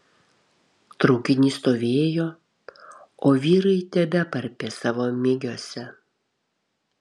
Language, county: Lithuanian, Kaunas